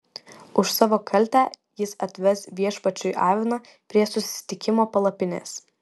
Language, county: Lithuanian, Vilnius